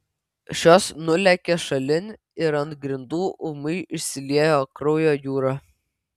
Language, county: Lithuanian, Vilnius